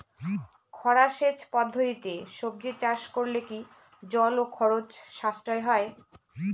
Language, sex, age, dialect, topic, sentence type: Bengali, female, 36-40, Northern/Varendri, agriculture, question